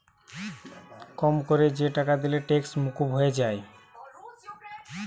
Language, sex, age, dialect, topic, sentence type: Bengali, male, 18-24, Western, banking, statement